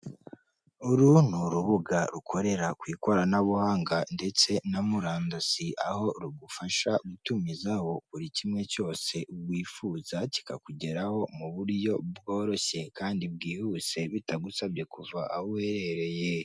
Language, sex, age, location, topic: Kinyarwanda, female, 18-24, Kigali, finance